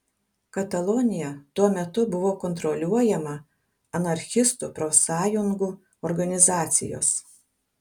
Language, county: Lithuanian, Kaunas